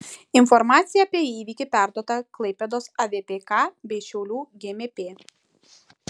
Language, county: Lithuanian, Šiauliai